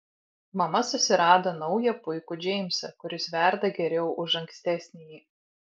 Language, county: Lithuanian, Vilnius